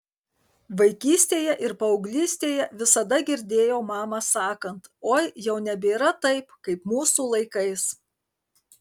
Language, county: Lithuanian, Kaunas